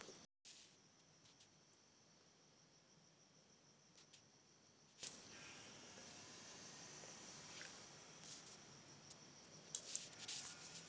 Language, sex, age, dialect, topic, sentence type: Maithili, female, 18-24, Eastern / Thethi, agriculture, statement